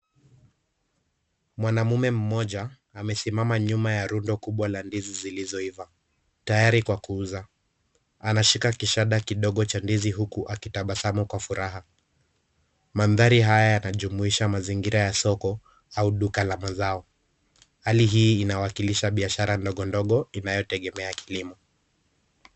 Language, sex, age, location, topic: Swahili, male, 25-35, Kisumu, agriculture